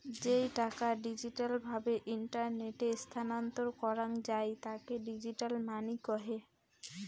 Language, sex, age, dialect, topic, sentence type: Bengali, female, 18-24, Rajbangshi, banking, statement